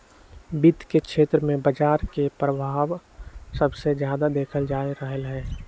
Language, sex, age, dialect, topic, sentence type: Magahi, male, 18-24, Western, banking, statement